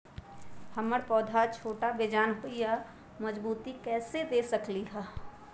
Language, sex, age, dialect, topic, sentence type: Magahi, female, 31-35, Western, agriculture, question